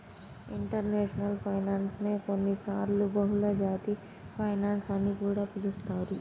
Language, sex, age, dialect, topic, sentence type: Telugu, male, 36-40, Central/Coastal, banking, statement